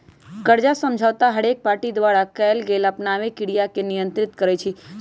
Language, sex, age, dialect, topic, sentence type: Magahi, female, 18-24, Western, banking, statement